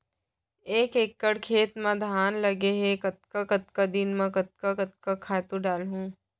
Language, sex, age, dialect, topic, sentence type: Chhattisgarhi, female, 18-24, Central, agriculture, question